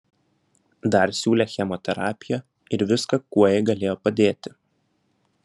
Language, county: Lithuanian, Vilnius